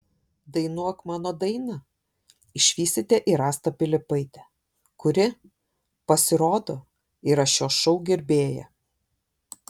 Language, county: Lithuanian, Šiauliai